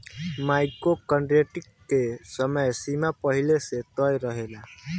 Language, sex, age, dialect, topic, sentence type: Bhojpuri, male, 18-24, Southern / Standard, banking, statement